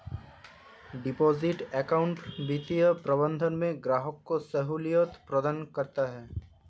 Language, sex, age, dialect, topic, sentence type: Hindi, male, 18-24, Hindustani Malvi Khadi Boli, banking, statement